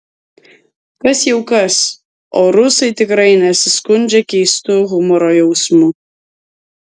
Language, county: Lithuanian, Alytus